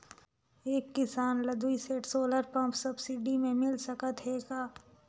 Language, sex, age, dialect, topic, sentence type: Chhattisgarhi, female, 18-24, Northern/Bhandar, agriculture, question